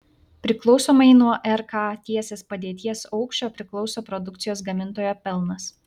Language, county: Lithuanian, Vilnius